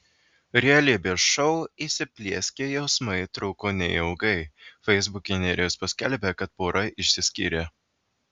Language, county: Lithuanian, Vilnius